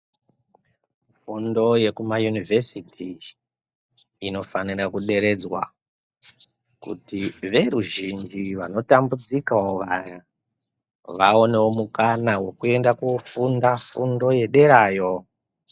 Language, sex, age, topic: Ndau, female, 36-49, education